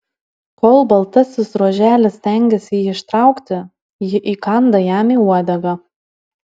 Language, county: Lithuanian, Alytus